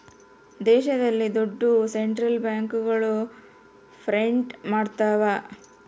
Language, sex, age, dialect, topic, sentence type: Kannada, female, 36-40, Central, banking, statement